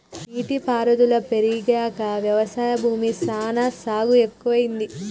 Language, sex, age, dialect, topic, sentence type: Telugu, female, 41-45, Telangana, agriculture, statement